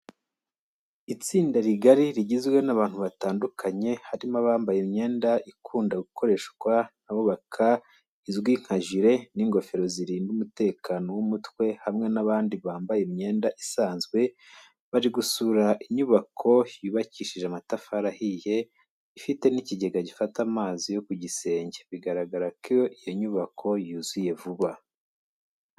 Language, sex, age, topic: Kinyarwanda, male, 25-35, education